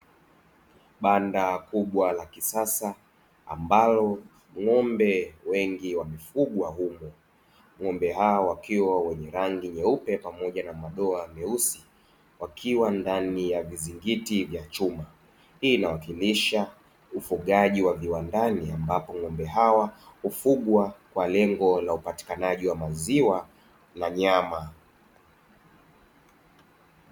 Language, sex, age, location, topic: Swahili, male, 25-35, Dar es Salaam, agriculture